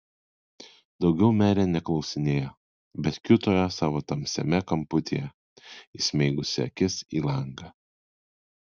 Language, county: Lithuanian, Kaunas